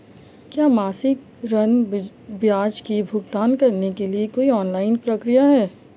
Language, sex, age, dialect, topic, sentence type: Hindi, female, 25-30, Marwari Dhudhari, banking, question